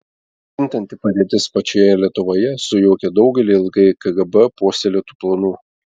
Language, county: Lithuanian, Telšiai